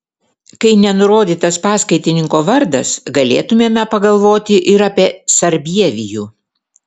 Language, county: Lithuanian, Vilnius